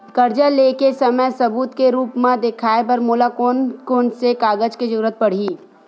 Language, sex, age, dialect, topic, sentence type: Chhattisgarhi, female, 51-55, Western/Budati/Khatahi, banking, statement